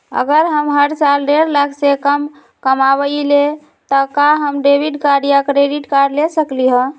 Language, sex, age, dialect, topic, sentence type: Magahi, female, 18-24, Western, banking, question